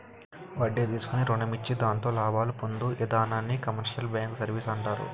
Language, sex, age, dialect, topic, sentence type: Telugu, male, 18-24, Utterandhra, banking, statement